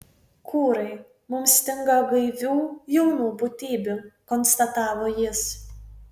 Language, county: Lithuanian, Vilnius